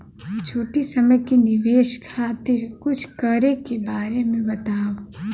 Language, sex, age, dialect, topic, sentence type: Bhojpuri, male, 18-24, Western, banking, question